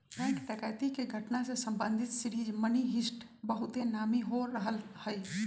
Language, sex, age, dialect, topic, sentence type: Magahi, female, 41-45, Western, banking, statement